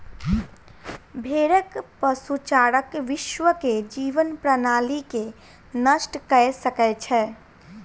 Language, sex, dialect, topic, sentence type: Maithili, female, Southern/Standard, agriculture, statement